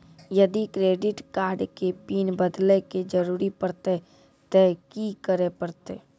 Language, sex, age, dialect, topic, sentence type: Maithili, female, 31-35, Angika, banking, question